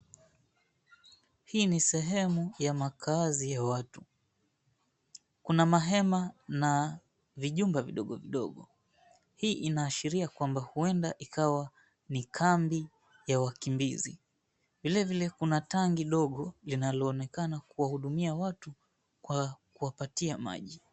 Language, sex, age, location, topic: Swahili, male, 25-35, Mombasa, health